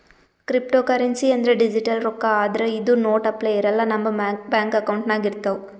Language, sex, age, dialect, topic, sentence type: Kannada, female, 18-24, Northeastern, banking, statement